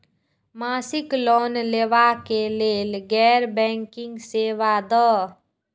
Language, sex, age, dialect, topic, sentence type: Maithili, female, 46-50, Eastern / Thethi, banking, question